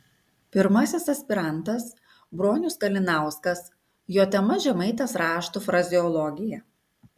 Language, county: Lithuanian, Kaunas